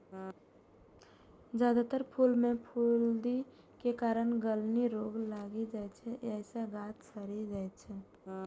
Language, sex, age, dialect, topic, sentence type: Maithili, female, 18-24, Eastern / Thethi, agriculture, statement